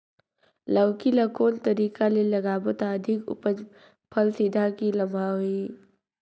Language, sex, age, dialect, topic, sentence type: Chhattisgarhi, female, 56-60, Northern/Bhandar, agriculture, question